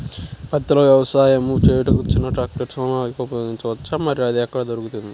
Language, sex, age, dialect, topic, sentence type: Telugu, male, 18-24, Central/Coastal, agriculture, question